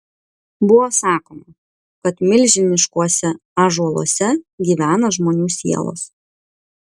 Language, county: Lithuanian, Kaunas